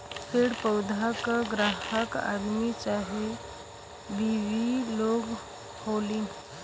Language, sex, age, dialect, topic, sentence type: Bhojpuri, female, 18-24, Western, banking, statement